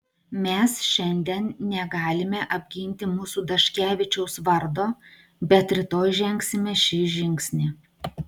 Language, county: Lithuanian, Utena